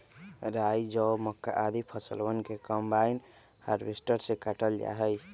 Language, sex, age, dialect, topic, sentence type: Magahi, male, 31-35, Western, agriculture, statement